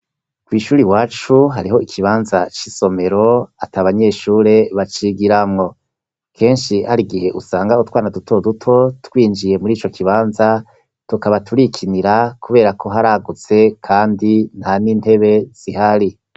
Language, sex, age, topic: Rundi, male, 36-49, education